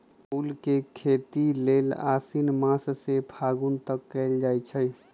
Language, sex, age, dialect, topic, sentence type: Magahi, male, 25-30, Western, agriculture, statement